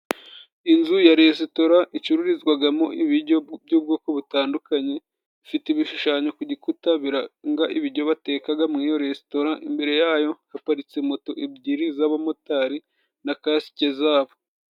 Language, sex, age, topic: Kinyarwanda, male, 18-24, finance